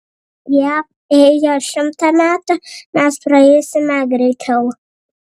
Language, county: Lithuanian, Vilnius